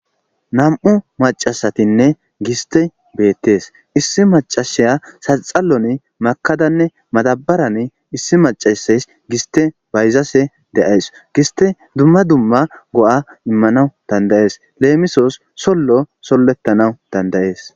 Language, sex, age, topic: Gamo, male, 25-35, agriculture